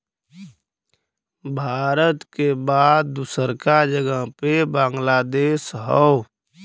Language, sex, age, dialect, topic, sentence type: Bhojpuri, male, 25-30, Western, agriculture, statement